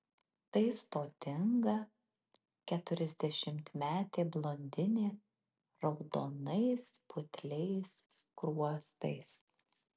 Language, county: Lithuanian, Marijampolė